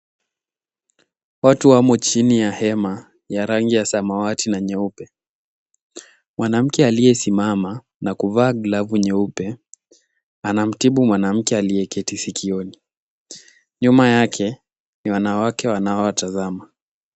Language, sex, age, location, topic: Swahili, male, 18-24, Kisumu, health